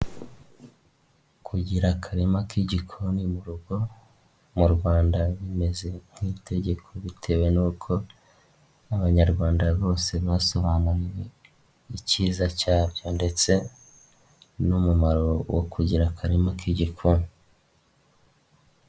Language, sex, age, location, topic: Kinyarwanda, male, 18-24, Nyagatare, agriculture